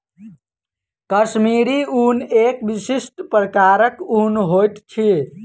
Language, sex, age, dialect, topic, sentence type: Maithili, male, 18-24, Southern/Standard, agriculture, statement